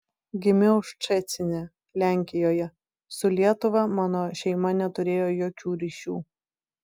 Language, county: Lithuanian, Vilnius